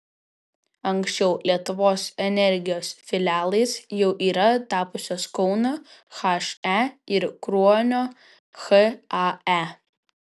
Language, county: Lithuanian, Vilnius